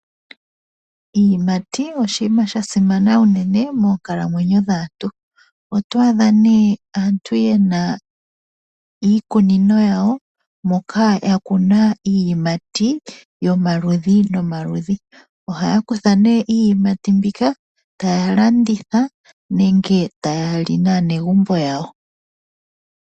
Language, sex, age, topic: Oshiwambo, female, 25-35, agriculture